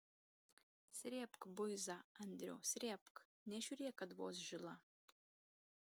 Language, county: Lithuanian, Kaunas